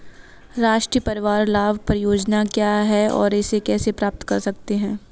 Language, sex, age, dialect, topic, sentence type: Hindi, female, 25-30, Kanauji Braj Bhasha, banking, question